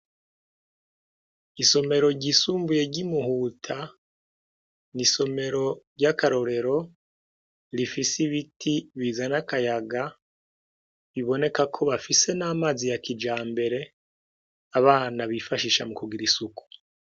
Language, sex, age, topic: Rundi, male, 36-49, education